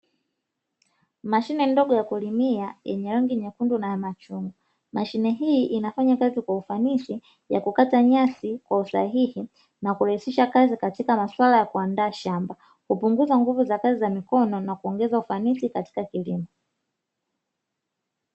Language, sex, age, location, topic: Swahili, female, 25-35, Dar es Salaam, agriculture